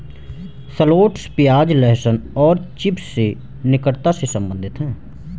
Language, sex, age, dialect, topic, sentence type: Hindi, male, 18-24, Marwari Dhudhari, agriculture, statement